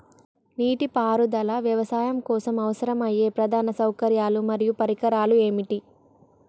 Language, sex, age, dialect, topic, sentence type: Telugu, male, 56-60, Telangana, agriculture, question